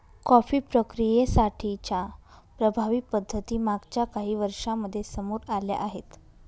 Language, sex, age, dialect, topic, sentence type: Marathi, female, 31-35, Northern Konkan, agriculture, statement